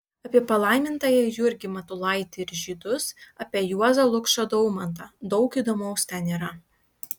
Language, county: Lithuanian, Klaipėda